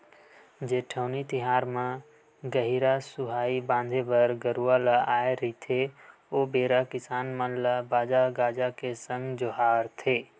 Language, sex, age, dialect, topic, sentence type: Chhattisgarhi, male, 18-24, Western/Budati/Khatahi, agriculture, statement